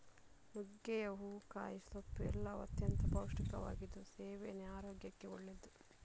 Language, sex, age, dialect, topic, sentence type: Kannada, female, 41-45, Coastal/Dakshin, agriculture, statement